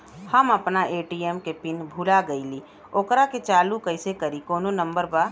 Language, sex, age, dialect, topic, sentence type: Bhojpuri, female, 36-40, Western, banking, question